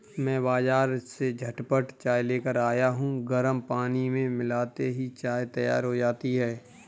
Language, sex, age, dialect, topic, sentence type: Hindi, male, 31-35, Kanauji Braj Bhasha, agriculture, statement